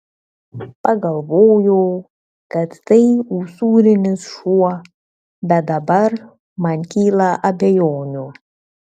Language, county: Lithuanian, Kaunas